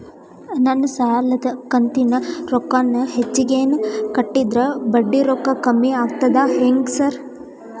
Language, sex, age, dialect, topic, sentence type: Kannada, female, 18-24, Dharwad Kannada, banking, question